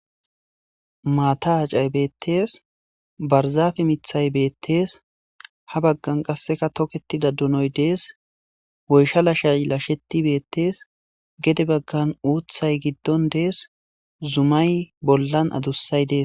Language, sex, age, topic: Gamo, male, 18-24, government